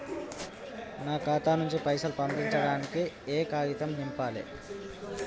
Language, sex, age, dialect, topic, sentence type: Telugu, male, 18-24, Telangana, banking, question